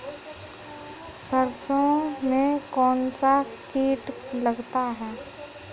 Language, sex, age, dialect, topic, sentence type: Hindi, female, 18-24, Kanauji Braj Bhasha, agriculture, question